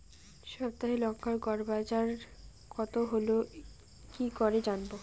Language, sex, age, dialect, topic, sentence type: Bengali, female, 18-24, Rajbangshi, agriculture, question